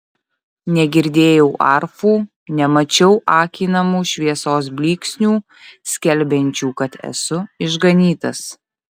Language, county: Lithuanian, Utena